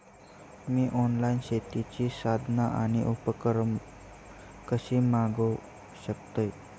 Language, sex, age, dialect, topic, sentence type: Marathi, male, 18-24, Southern Konkan, agriculture, question